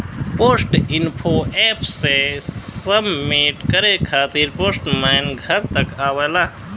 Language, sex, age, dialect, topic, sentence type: Bhojpuri, male, 25-30, Western, banking, statement